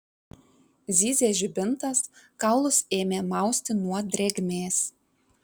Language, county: Lithuanian, Kaunas